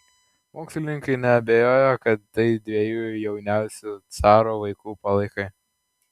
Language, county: Lithuanian, Klaipėda